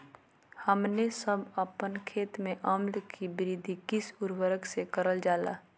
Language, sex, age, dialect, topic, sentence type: Magahi, female, 18-24, Southern, agriculture, question